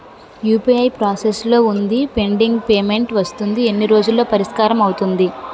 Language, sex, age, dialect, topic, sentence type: Telugu, female, 18-24, Utterandhra, banking, question